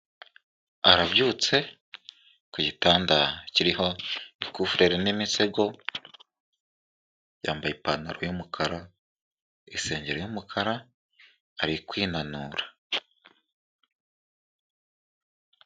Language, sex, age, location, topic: Kinyarwanda, male, 18-24, Kigali, health